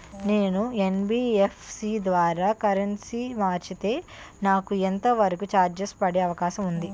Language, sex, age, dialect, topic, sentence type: Telugu, female, 18-24, Utterandhra, banking, question